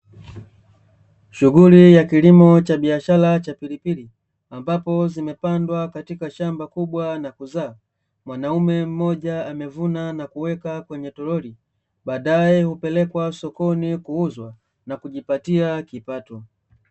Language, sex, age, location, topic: Swahili, male, 25-35, Dar es Salaam, agriculture